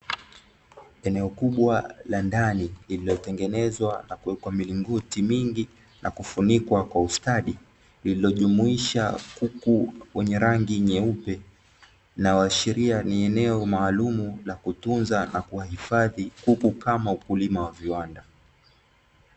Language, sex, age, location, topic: Swahili, male, 18-24, Dar es Salaam, agriculture